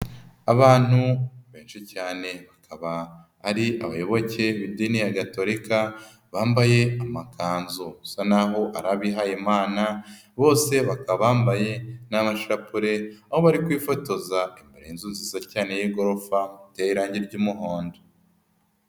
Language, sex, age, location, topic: Kinyarwanda, male, 25-35, Nyagatare, finance